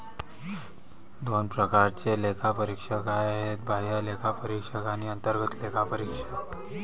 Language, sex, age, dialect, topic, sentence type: Marathi, male, 25-30, Varhadi, banking, statement